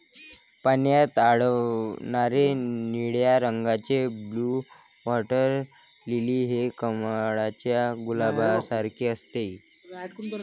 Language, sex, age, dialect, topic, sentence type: Marathi, male, 25-30, Varhadi, agriculture, statement